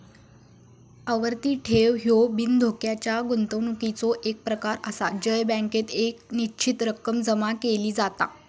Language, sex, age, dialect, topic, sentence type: Marathi, female, 18-24, Southern Konkan, banking, statement